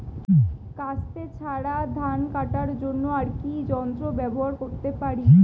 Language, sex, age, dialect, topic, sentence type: Bengali, female, 25-30, Standard Colloquial, agriculture, question